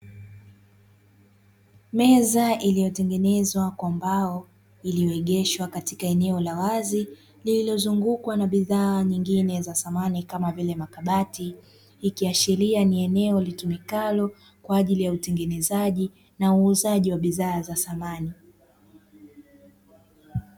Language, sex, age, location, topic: Swahili, female, 25-35, Dar es Salaam, finance